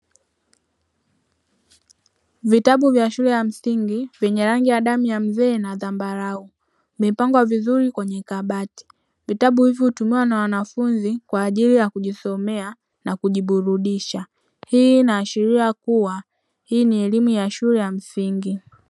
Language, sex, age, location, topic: Swahili, female, 25-35, Dar es Salaam, education